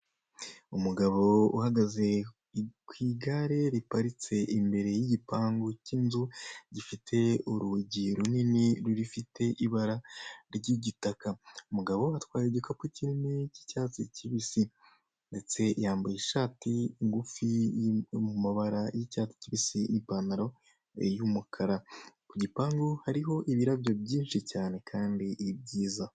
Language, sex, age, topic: Kinyarwanda, male, 25-35, finance